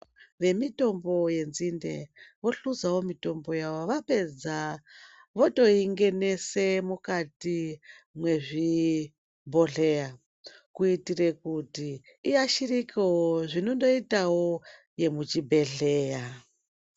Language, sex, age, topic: Ndau, male, 18-24, health